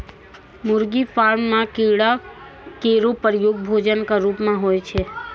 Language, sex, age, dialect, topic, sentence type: Maithili, female, 18-24, Angika, agriculture, statement